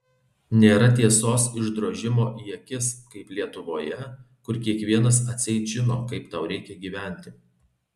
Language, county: Lithuanian, Alytus